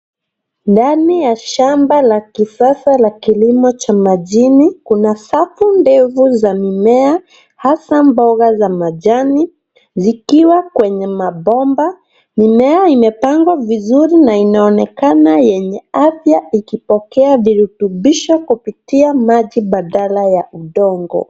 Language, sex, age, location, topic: Swahili, female, 18-24, Nairobi, agriculture